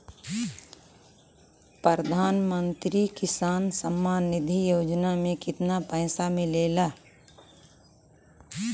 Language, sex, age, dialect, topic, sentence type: Bhojpuri, female, 18-24, Western, agriculture, question